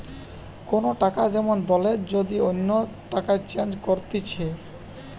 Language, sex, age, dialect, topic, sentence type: Bengali, male, 18-24, Western, banking, statement